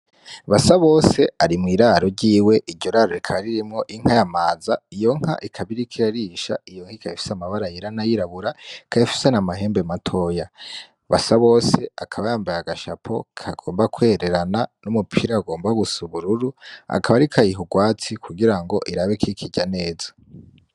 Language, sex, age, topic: Rundi, male, 18-24, agriculture